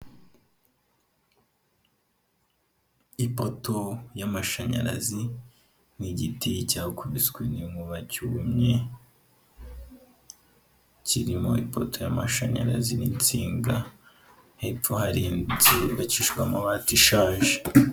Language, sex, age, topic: Kinyarwanda, male, 18-24, government